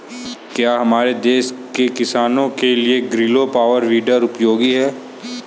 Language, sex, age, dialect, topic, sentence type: Hindi, male, 18-24, Kanauji Braj Bhasha, agriculture, statement